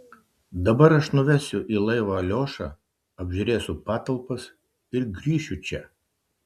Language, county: Lithuanian, Šiauliai